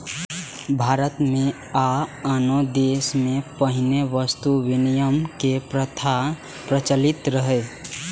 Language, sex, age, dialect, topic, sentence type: Maithili, male, 18-24, Eastern / Thethi, banking, statement